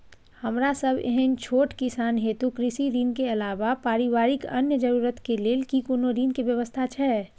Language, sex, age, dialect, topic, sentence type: Maithili, female, 51-55, Bajjika, agriculture, question